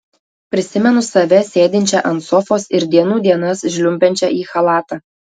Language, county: Lithuanian, Telšiai